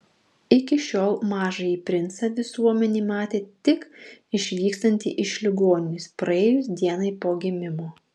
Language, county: Lithuanian, Marijampolė